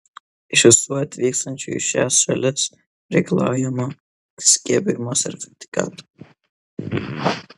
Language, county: Lithuanian, Kaunas